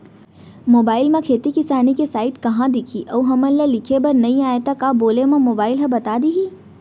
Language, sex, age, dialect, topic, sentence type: Chhattisgarhi, female, 18-24, Central, agriculture, question